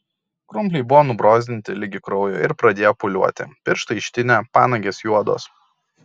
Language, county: Lithuanian, Kaunas